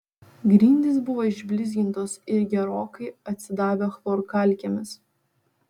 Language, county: Lithuanian, Vilnius